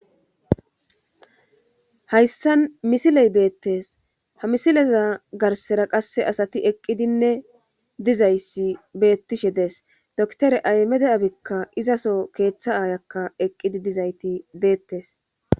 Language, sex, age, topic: Gamo, male, 18-24, government